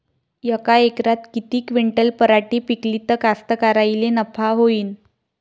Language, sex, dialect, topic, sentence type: Marathi, female, Varhadi, agriculture, question